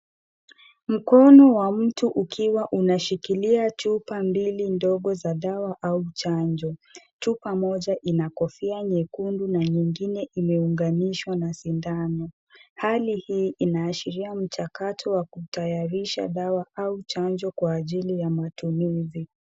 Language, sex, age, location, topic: Swahili, female, 18-24, Kisumu, health